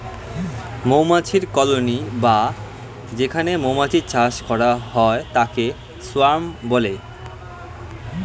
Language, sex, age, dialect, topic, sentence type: Bengali, male, <18, Standard Colloquial, agriculture, statement